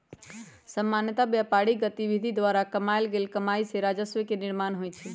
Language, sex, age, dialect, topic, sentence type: Magahi, female, 36-40, Western, banking, statement